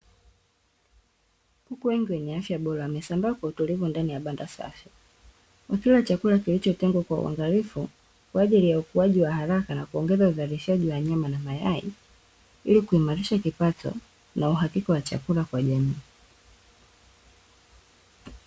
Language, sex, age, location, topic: Swahili, female, 18-24, Dar es Salaam, agriculture